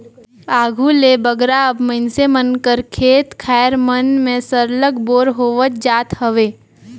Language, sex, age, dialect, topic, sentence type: Chhattisgarhi, female, 18-24, Northern/Bhandar, agriculture, statement